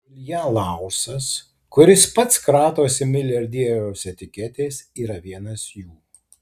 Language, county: Lithuanian, Tauragė